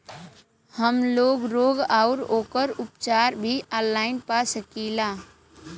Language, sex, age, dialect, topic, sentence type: Bhojpuri, female, 18-24, Western, agriculture, question